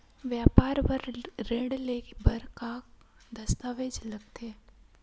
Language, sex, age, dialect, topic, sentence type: Chhattisgarhi, female, 60-100, Western/Budati/Khatahi, banking, question